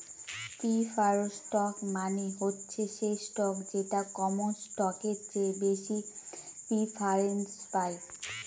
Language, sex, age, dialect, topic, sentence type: Bengali, female, 18-24, Northern/Varendri, banking, statement